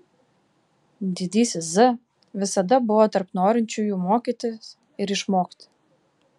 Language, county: Lithuanian, Klaipėda